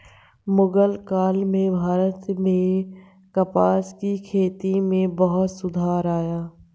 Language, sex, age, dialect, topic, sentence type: Hindi, female, 51-55, Hindustani Malvi Khadi Boli, agriculture, statement